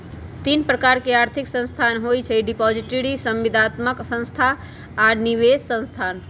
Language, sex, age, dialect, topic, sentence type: Magahi, male, 36-40, Western, banking, statement